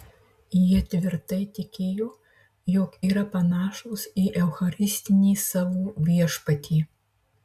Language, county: Lithuanian, Marijampolė